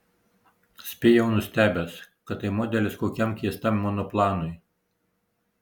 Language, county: Lithuanian, Marijampolė